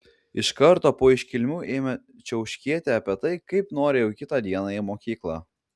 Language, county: Lithuanian, Klaipėda